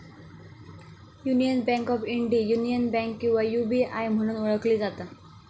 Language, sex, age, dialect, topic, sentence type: Marathi, female, 18-24, Southern Konkan, banking, statement